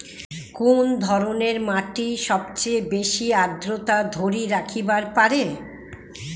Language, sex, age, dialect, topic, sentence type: Bengali, female, 60-100, Rajbangshi, agriculture, statement